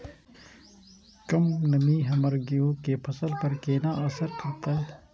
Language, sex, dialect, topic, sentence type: Maithili, male, Eastern / Thethi, agriculture, question